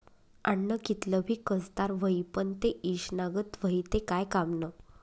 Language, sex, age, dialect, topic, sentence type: Marathi, female, 25-30, Northern Konkan, agriculture, statement